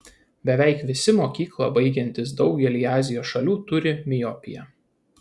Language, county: Lithuanian, Kaunas